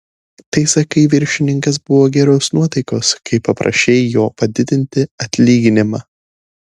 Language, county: Lithuanian, Šiauliai